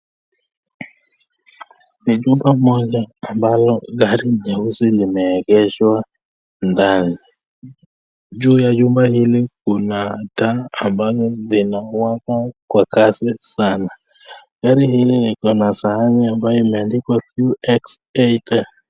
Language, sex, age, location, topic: Swahili, male, 18-24, Nakuru, finance